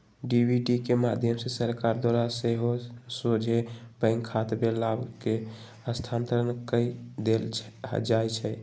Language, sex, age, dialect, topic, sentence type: Magahi, male, 18-24, Western, banking, statement